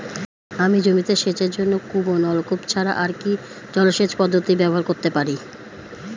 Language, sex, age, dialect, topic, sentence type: Bengali, female, 41-45, Standard Colloquial, agriculture, question